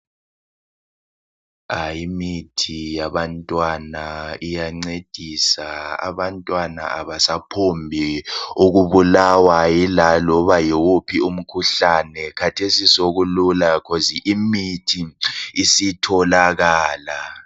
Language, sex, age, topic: North Ndebele, male, 18-24, health